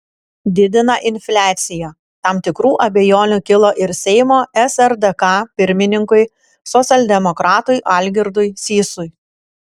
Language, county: Lithuanian, Kaunas